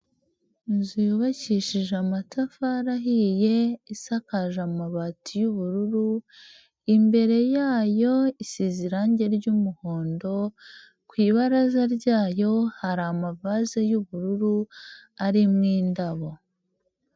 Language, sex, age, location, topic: Kinyarwanda, female, 25-35, Huye, health